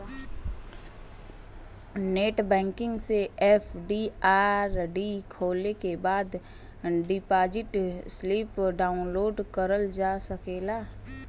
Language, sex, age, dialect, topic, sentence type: Bhojpuri, female, 25-30, Western, banking, statement